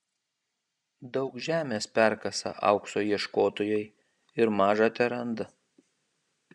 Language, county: Lithuanian, Kaunas